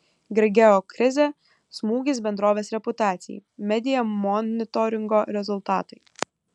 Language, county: Lithuanian, Kaunas